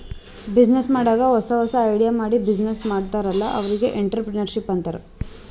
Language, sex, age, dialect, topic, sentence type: Kannada, female, 25-30, Northeastern, banking, statement